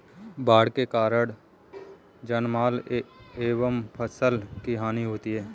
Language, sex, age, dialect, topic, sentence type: Hindi, male, 25-30, Kanauji Braj Bhasha, agriculture, statement